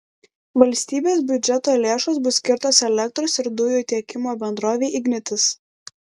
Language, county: Lithuanian, Klaipėda